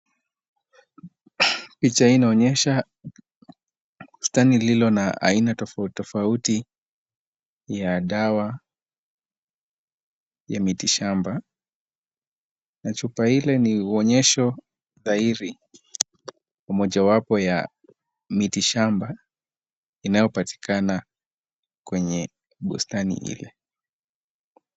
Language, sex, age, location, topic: Swahili, male, 25-35, Kisumu, health